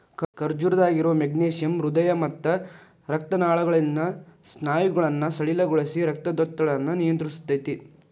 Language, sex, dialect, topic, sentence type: Kannada, male, Dharwad Kannada, agriculture, statement